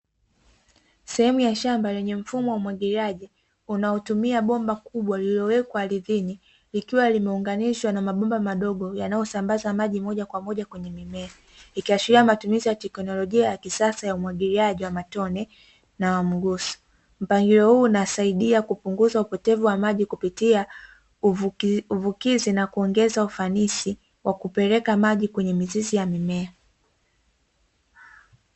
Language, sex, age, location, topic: Swahili, female, 18-24, Dar es Salaam, agriculture